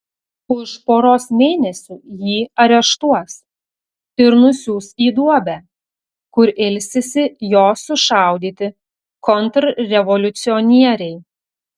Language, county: Lithuanian, Telšiai